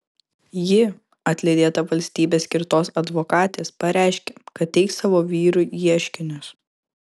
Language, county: Lithuanian, Kaunas